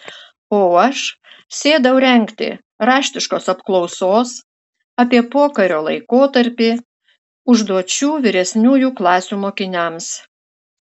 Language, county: Lithuanian, Šiauliai